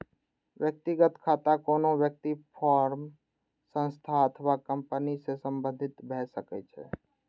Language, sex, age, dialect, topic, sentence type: Maithili, male, 18-24, Eastern / Thethi, banking, statement